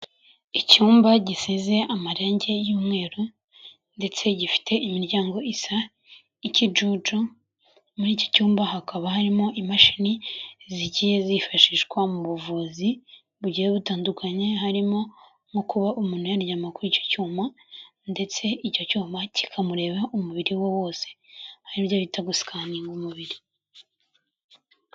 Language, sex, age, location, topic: Kinyarwanda, female, 18-24, Kigali, health